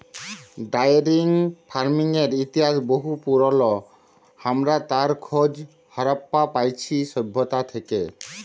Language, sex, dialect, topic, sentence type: Bengali, male, Jharkhandi, agriculture, statement